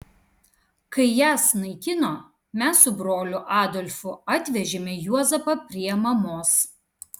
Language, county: Lithuanian, Kaunas